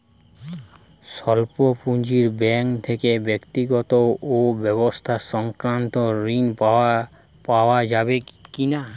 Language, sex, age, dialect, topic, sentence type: Bengali, male, 25-30, Western, banking, question